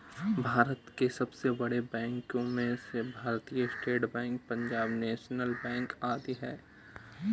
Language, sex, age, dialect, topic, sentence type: Hindi, male, 18-24, Awadhi Bundeli, banking, statement